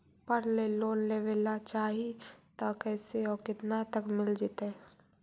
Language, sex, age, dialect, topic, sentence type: Magahi, female, 18-24, Central/Standard, banking, question